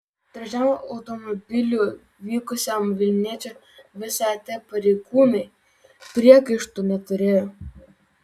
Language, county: Lithuanian, Vilnius